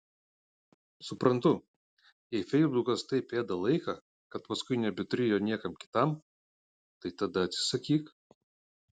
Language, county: Lithuanian, Utena